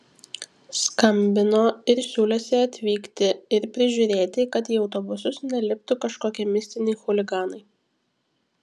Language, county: Lithuanian, Kaunas